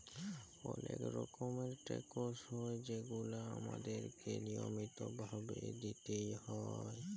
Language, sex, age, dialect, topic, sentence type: Bengali, male, 18-24, Jharkhandi, banking, statement